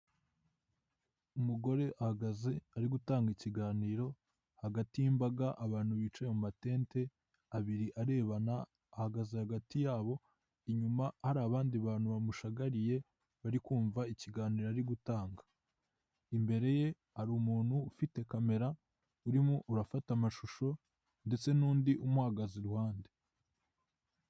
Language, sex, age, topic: Kinyarwanda, male, 18-24, government